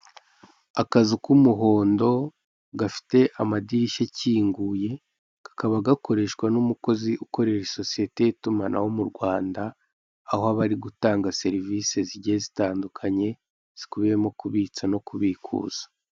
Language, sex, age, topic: Kinyarwanda, male, 18-24, finance